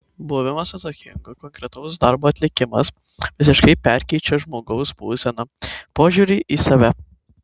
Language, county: Lithuanian, Tauragė